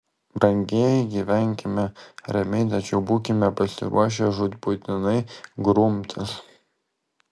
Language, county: Lithuanian, Vilnius